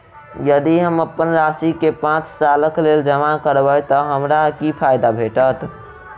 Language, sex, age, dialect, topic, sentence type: Maithili, male, 18-24, Southern/Standard, banking, question